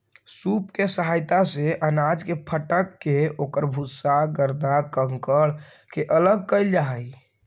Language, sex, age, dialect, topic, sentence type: Magahi, male, 25-30, Central/Standard, banking, statement